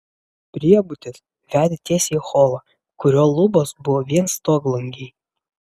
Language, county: Lithuanian, Vilnius